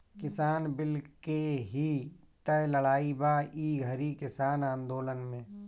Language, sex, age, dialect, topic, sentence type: Bhojpuri, male, 36-40, Northern, agriculture, statement